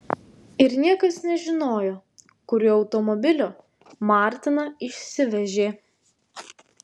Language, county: Lithuanian, Vilnius